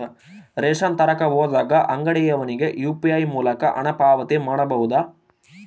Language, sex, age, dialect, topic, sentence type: Kannada, male, 18-24, Central, banking, question